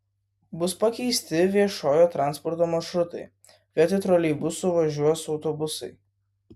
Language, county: Lithuanian, Vilnius